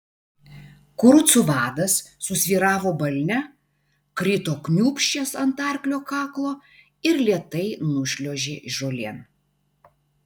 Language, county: Lithuanian, Vilnius